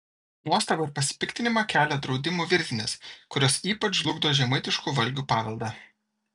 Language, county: Lithuanian, Vilnius